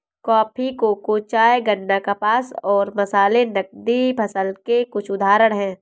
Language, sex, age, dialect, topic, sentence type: Hindi, female, 18-24, Awadhi Bundeli, agriculture, statement